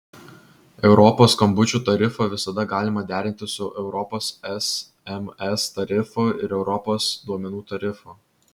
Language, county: Lithuanian, Vilnius